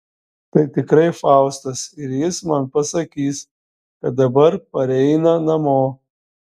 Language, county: Lithuanian, Šiauliai